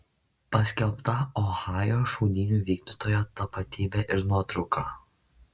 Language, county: Lithuanian, Šiauliai